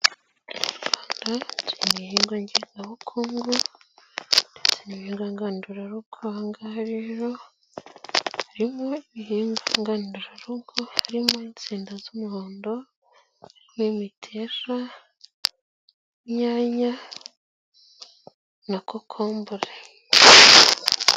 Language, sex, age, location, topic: Kinyarwanda, female, 18-24, Nyagatare, agriculture